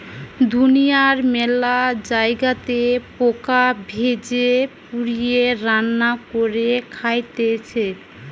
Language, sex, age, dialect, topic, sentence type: Bengali, female, 18-24, Western, agriculture, statement